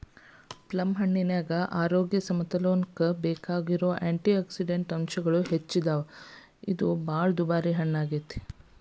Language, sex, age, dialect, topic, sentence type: Kannada, female, 31-35, Dharwad Kannada, agriculture, statement